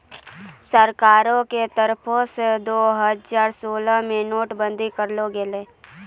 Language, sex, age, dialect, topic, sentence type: Maithili, female, 18-24, Angika, banking, statement